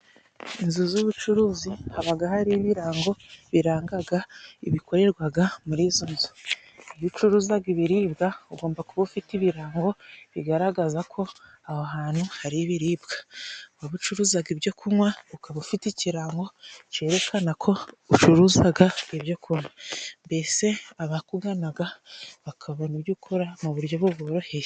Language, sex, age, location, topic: Kinyarwanda, female, 25-35, Musanze, finance